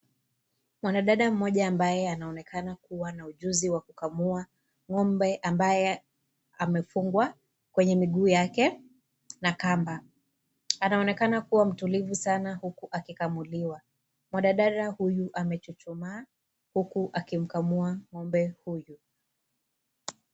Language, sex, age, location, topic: Swahili, female, 18-24, Kisii, agriculture